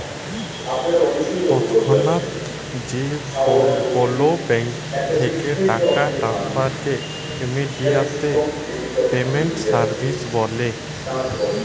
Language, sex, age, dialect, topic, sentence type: Bengali, male, 25-30, Jharkhandi, banking, statement